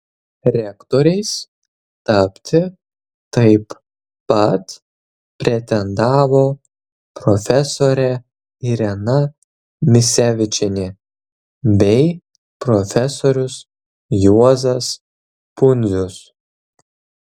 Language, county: Lithuanian, Kaunas